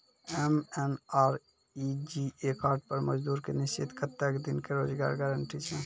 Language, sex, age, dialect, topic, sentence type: Maithili, male, 18-24, Angika, banking, question